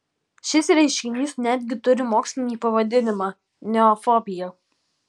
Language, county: Lithuanian, Alytus